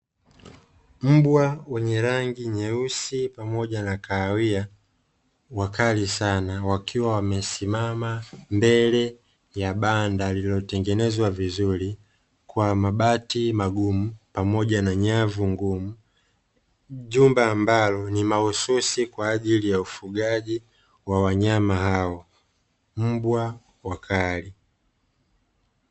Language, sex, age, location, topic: Swahili, male, 25-35, Dar es Salaam, agriculture